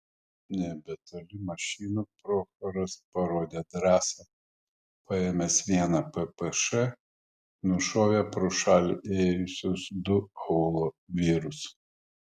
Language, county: Lithuanian, Panevėžys